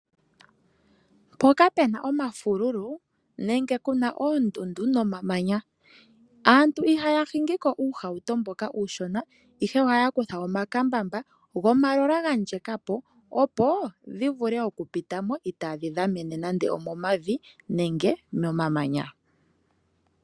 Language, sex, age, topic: Oshiwambo, female, 25-35, agriculture